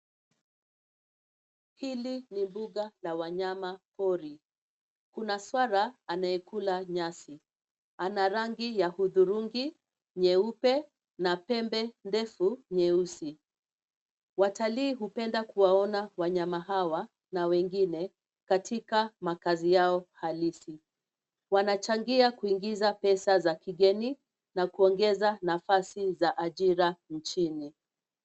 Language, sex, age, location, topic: Swahili, female, 50+, Nairobi, government